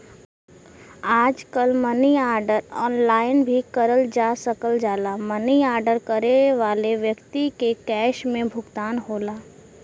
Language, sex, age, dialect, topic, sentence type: Bhojpuri, female, 18-24, Western, banking, statement